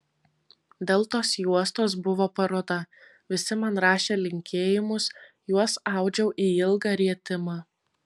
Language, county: Lithuanian, Vilnius